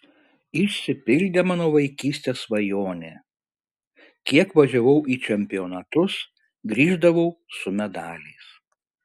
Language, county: Lithuanian, Šiauliai